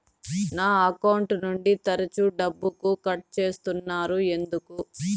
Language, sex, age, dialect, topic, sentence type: Telugu, female, 36-40, Southern, banking, question